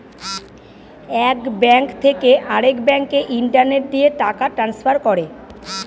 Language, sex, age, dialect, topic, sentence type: Bengali, female, 41-45, Northern/Varendri, banking, statement